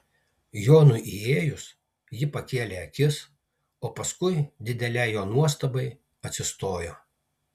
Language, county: Lithuanian, Kaunas